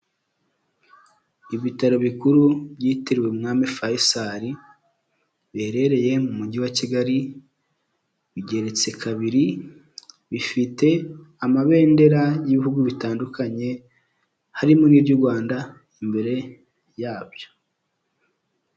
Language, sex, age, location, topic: Kinyarwanda, male, 18-24, Huye, health